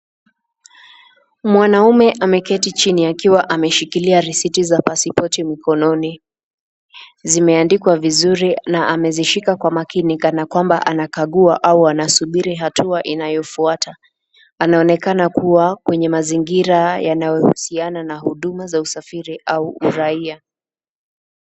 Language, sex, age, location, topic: Swahili, female, 18-24, Nakuru, government